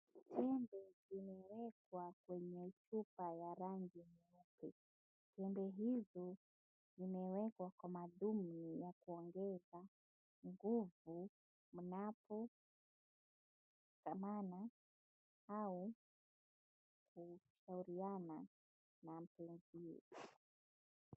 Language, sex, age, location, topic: Swahili, female, 25-35, Mombasa, health